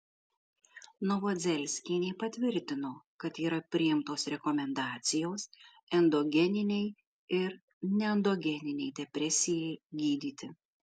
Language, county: Lithuanian, Marijampolė